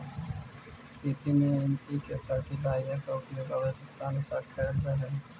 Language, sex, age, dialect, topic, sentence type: Magahi, male, 25-30, Central/Standard, agriculture, statement